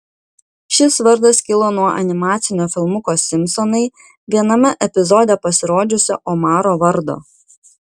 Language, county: Lithuanian, Kaunas